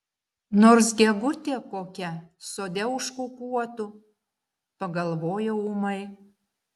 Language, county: Lithuanian, Šiauliai